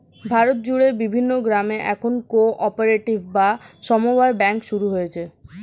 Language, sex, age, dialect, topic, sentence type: Bengali, female, 18-24, Standard Colloquial, banking, statement